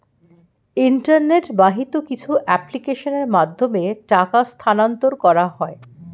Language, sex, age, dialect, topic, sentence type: Bengali, female, 51-55, Standard Colloquial, banking, statement